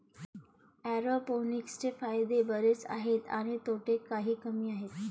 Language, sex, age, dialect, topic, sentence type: Marathi, female, 18-24, Varhadi, agriculture, statement